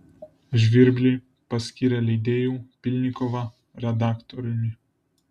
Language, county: Lithuanian, Vilnius